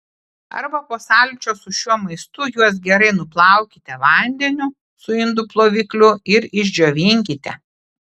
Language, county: Lithuanian, Klaipėda